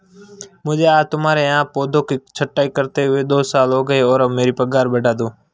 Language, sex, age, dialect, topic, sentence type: Hindi, male, 18-24, Marwari Dhudhari, agriculture, statement